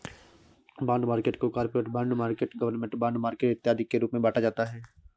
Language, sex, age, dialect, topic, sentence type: Hindi, male, 18-24, Awadhi Bundeli, banking, statement